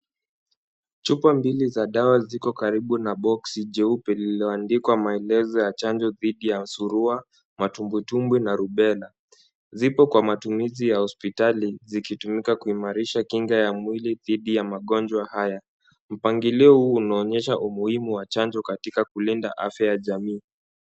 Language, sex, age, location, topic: Swahili, male, 18-24, Kisumu, health